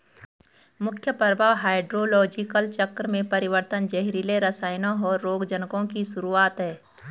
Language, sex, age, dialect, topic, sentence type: Hindi, female, 36-40, Garhwali, agriculture, statement